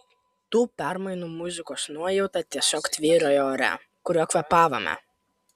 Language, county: Lithuanian, Kaunas